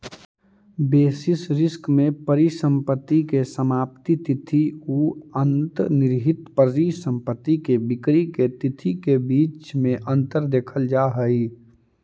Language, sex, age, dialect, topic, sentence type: Magahi, male, 18-24, Central/Standard, agriculture, statement